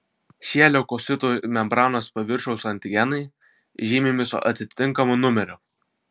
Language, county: Lithuanian, Vilnius